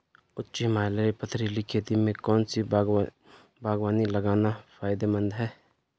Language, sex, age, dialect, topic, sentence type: Hindi, male, 25-30, Garhwali, agriculture, question